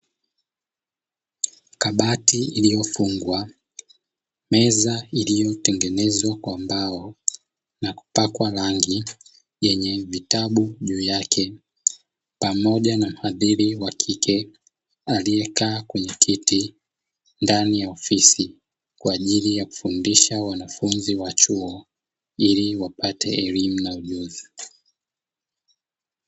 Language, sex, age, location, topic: Swahili, male, 25-35, Dar es Salaam, education